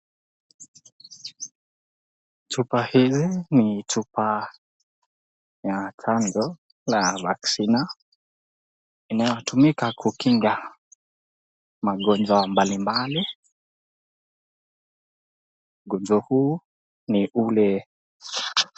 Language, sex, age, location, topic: Swahili, female, 25-35, Nakuru, health